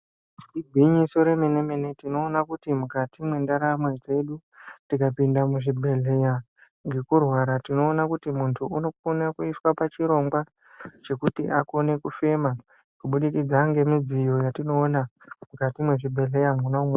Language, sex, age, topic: Ndau, male, 18-24, health